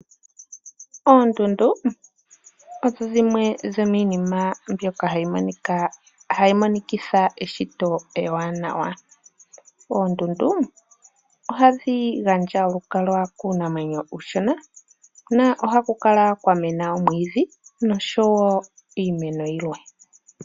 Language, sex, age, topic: Oshiwambo, male, 18-24, agriculture